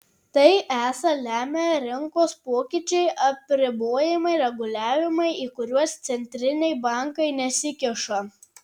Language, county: Lithuanian, Tauragė